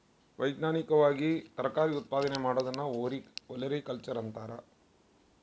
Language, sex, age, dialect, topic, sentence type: Kannada, male, 56-60, Central, agriculture, statement